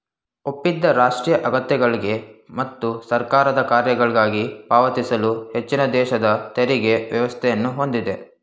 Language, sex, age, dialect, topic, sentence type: Kannada, male, 18-24, Mysore Kannada, banking, statement